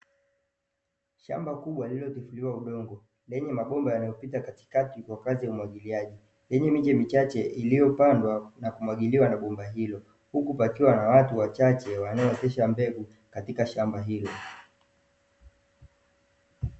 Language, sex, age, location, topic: Swahili, male, 18-24, Dar es Salaam, agriculture